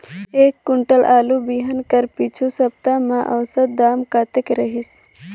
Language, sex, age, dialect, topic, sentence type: Chhattisgarhi, female, 18-24, Northern/Bhandar, agriculture, question